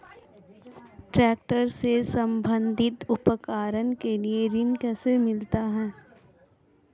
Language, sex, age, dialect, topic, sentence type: Hindi, female, 18-24, Marwari Dhudhari, banking, question